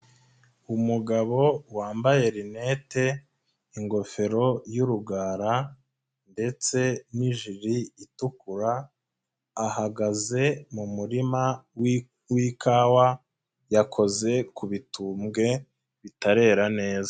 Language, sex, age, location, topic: Kinyarwanda, male, 25-35, Nyagatare, agriculture